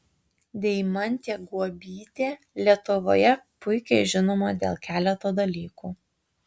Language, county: Lithuanian, Tauragė